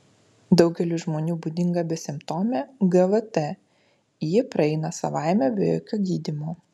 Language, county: Lithuanian, Utena